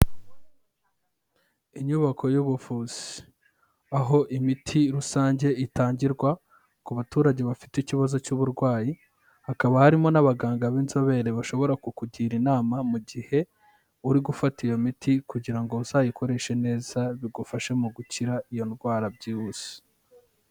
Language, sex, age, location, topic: Kinyarwanda, male, 18-24, Kigali, health